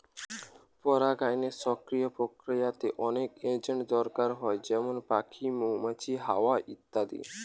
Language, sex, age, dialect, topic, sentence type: Bengali, male, <18, Western, agriculture, statement